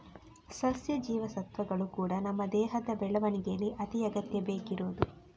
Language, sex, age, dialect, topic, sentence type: Kannada, female, 18-24, Coastal/Dakshin, agriculture, statement